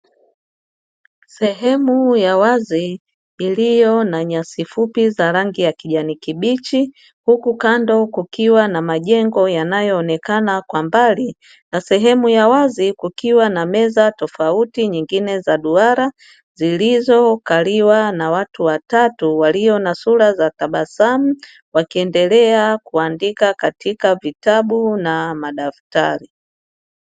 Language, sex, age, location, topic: Swahili, female, 50+, Dar es Salaam, education